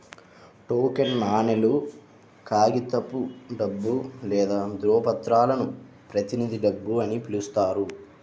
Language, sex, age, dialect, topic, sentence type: Telugu, male, 25-30, Central/Coastal, banking, statement